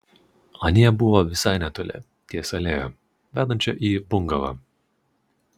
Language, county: Lithuanian, Utena